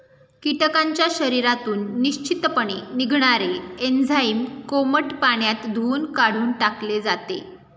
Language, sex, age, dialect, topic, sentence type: Marathi, female, 18-24, Standard Marathi, agriculture, statement